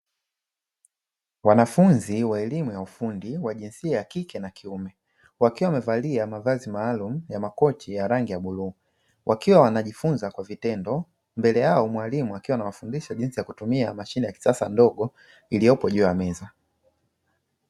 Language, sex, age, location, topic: Swahili, male, 25-35, Dar es Salaam, education